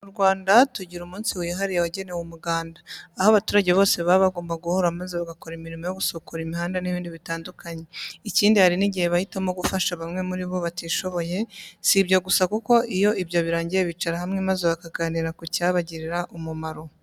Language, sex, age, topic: Kinyarwanda, female, 25-35, education